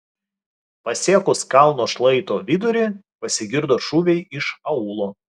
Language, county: Lithuanian, Vilnius